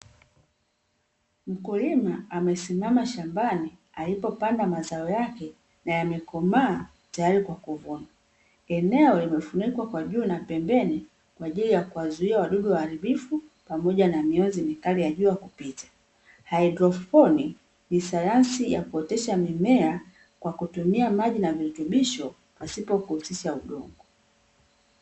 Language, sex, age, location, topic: Swahili, female, 36-49, Dar es Salaam, agriculture